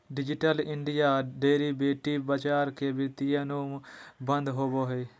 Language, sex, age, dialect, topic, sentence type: Magahi, male, 41-45, Southern, banking, statement